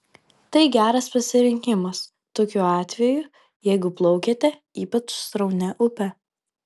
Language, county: Lithuanian, Vilnius